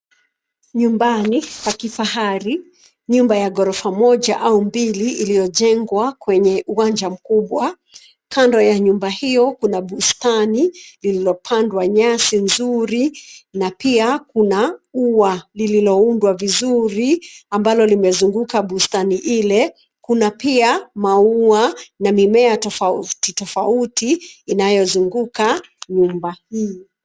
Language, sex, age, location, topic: Swahili, female, 36-49, Nairobi, finance